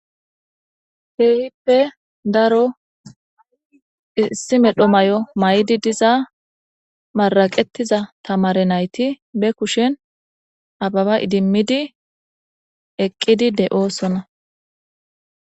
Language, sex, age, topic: Gamo, female, 18-24, government